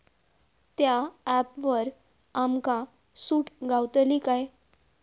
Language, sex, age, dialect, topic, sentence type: Marathi, female, 41-45, Southern Konkan, agriculture, question